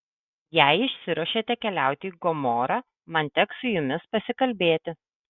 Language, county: Lithuanian, Kaunas